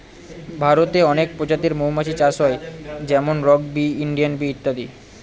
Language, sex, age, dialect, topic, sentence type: Bengali, male, 18-24, Northern/Varendri, agriculture, statement